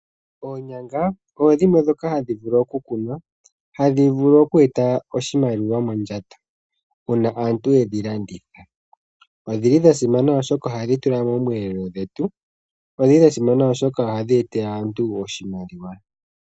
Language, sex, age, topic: Oshiwambo, female, 25-35, agriculture